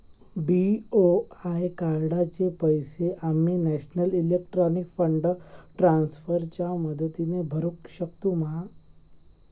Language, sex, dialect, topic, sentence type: Marathi, male, Southern Konkan, banking, question